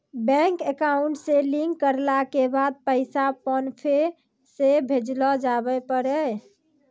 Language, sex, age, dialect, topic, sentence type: Maithili, female, 18-24, Angika, banking, statement